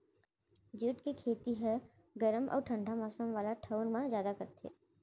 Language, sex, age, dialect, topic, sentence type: Chhattisgarhi, female, 36-40, Central, agriculture, statement